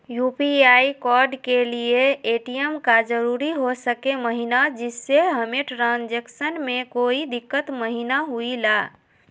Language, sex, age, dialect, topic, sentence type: Magahi, female, 46-50, Southern, banking, question